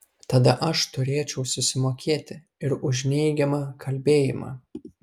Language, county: Lithuanian, Kaunas